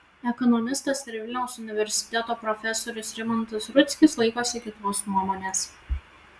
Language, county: Lithuanian, Vilnius